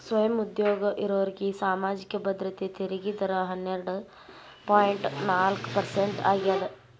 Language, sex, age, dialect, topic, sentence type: Kannada, male, 41-45, Dharwad Kannada, banking, statement